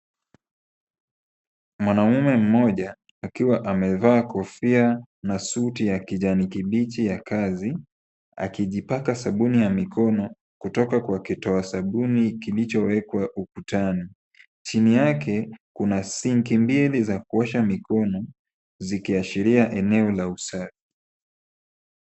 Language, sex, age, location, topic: Swahili, male, 18-24, Kisumu, health